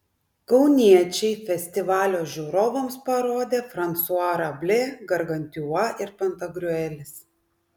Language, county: Lithuanian, Klaipėda